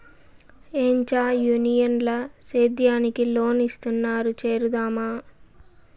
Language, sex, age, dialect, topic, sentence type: Telugu, female, 18-24, Southern, agriculture, statement